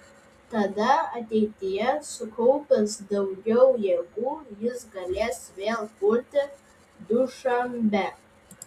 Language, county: Lithuanian, Vilnius